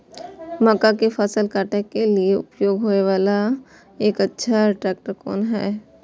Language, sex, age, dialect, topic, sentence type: Maithili, female, 18-24, Eastern / Thethi, agriculture, question